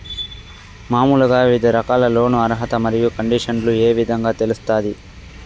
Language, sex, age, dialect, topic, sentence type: Telugu, male, 41-45, Southern, banking, question